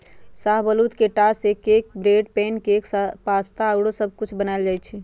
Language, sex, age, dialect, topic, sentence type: Magahi, female, 51-55, Western, agriculture, statement